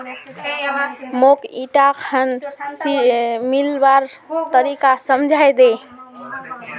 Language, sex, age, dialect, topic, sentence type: Magahi, female, 18-24, Northeastern/Surjapuri, agriculture, statement